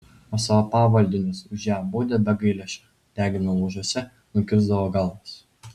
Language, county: Lithuanian, Vilnius